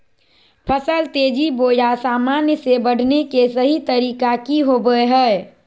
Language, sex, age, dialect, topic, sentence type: Magahi, female, 41-45, Southern, agriculture, question